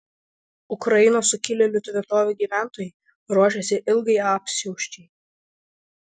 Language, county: Lithuanian, Vilnius